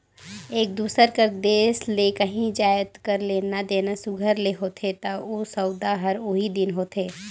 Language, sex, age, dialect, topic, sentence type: Chhattisgarhi, female, 18-24, Northern/Bhandar, banking, statement